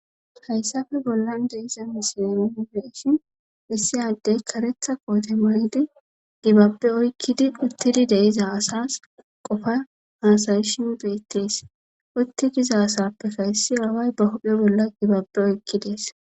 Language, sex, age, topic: Gamo, female, 25-35, government